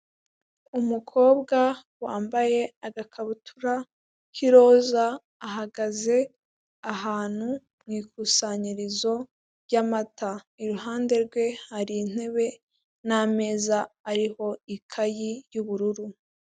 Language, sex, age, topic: Kinyarwanda, female, 18-24, finance